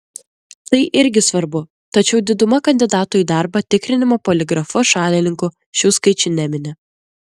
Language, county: Lithuanian, Klaipėda